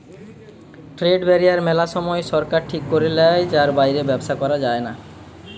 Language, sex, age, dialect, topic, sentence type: Bengali, male, 31-35, Western, banking, statement